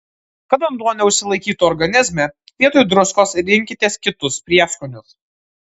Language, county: Lithuanian, Kaunas